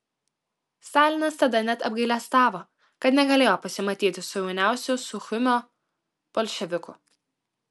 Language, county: Lithuanian, Klaipėda